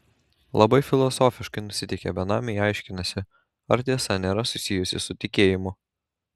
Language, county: Lithuanian, Kaunas